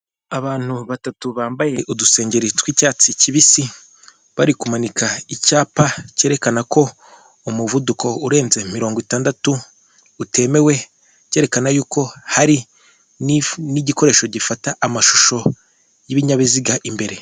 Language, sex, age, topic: Kinyarwanda, male, 18-24, government